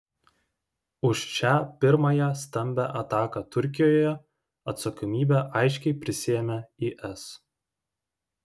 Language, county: Lithuanian, Vilnius